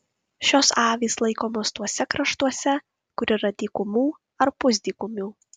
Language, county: Lithuanian, Kaunas